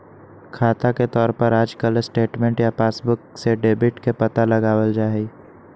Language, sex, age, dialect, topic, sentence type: Magahi, male, 25-30, Western, banking, statement